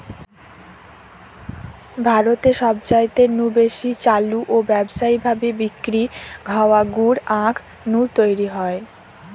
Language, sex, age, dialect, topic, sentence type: Bengali, female, 18-24, Western, agriculture, statement